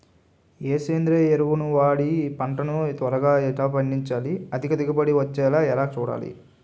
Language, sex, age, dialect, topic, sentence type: Telugu, male, 18-24, Utterandhra, agriculture, question